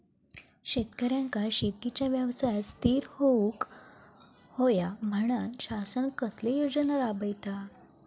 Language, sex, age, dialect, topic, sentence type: Marathi, female, 18-24, Southern Konkan, agriculture, question